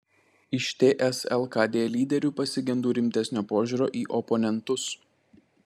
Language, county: Lithuanian, Klaipėda